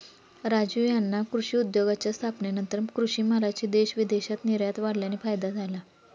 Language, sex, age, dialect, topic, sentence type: Marathi, female, 25-30, Standard Marathi, agriculture, statement